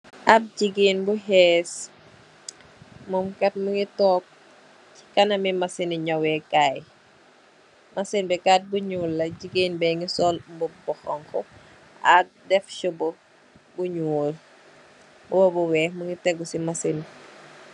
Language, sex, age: Wolof, female, 18-24